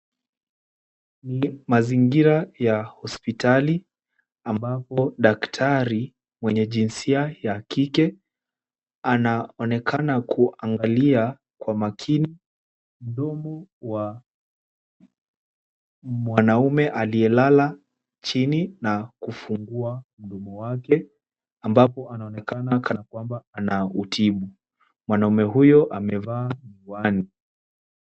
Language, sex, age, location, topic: Swahili, male, 18-24, Kisumu, health